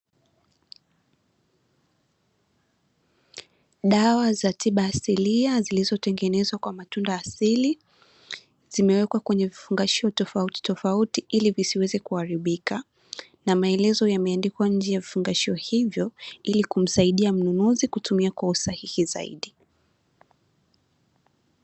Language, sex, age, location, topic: Swahili, female, 18-24, Dar es Salaam, health